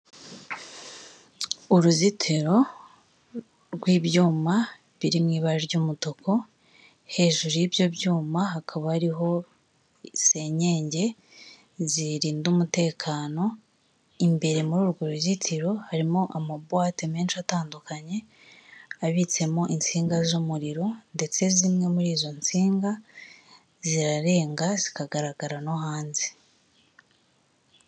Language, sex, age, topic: Kinyarwanda, male, 36-49, government